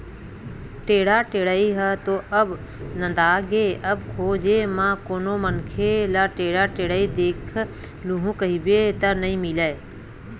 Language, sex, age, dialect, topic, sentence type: Chhattisgarhi, female, 36-40, Western/Budati/Khatahi, agriculture, statement